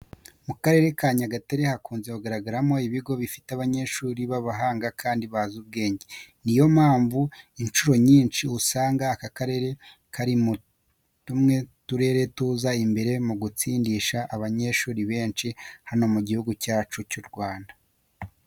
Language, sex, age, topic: Kinyarwanda, male, 25-35, education